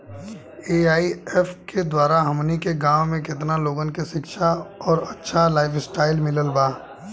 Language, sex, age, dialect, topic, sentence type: Bhojpuri, male, 18-24, Southern / Standard, banking, question